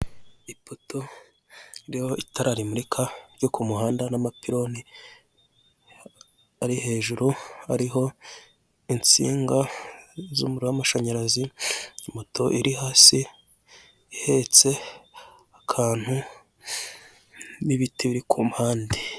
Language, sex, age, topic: Kinyarwanda, male, 25-35, government